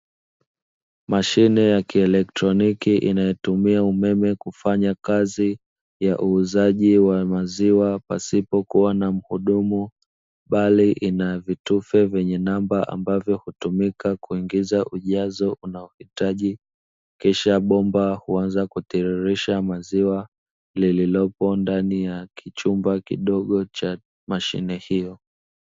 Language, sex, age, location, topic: Swahili, male, 25-35, Dar es Salaam, finance